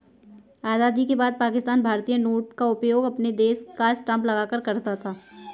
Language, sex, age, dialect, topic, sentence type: Hindi, female, 41-45, Kanauji Braj Bhasha, banking, statement